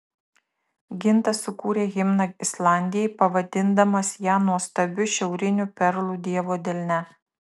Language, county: Lithuanian, Tauragė